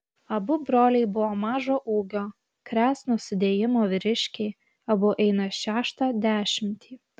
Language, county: Lithuanian, Kaunas